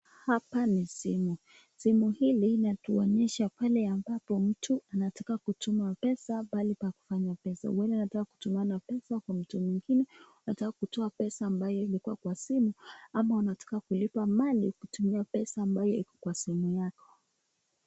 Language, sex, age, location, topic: Swahili, female, 18-24, Nakuru, government